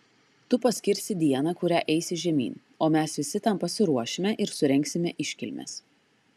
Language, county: Lithuanian, Klaipėda